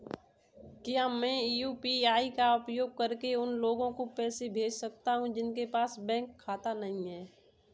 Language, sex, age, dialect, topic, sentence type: Hindi, female, 25-30, Kanauji Braj Bhasha, banking, question